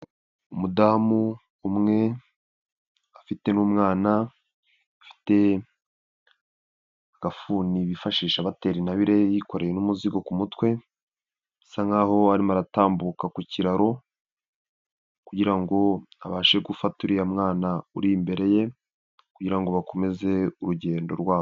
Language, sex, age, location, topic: Kinyarwanda, male, 18-24, Nyagatare, government